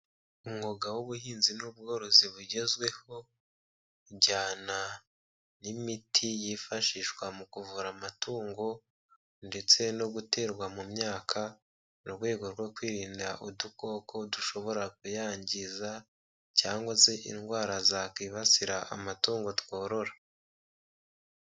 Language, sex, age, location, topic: Kinyarwanda, male, 25-35, Kigali, agriculture